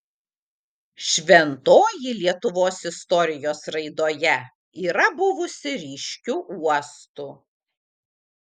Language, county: Lithuanian, Kaunas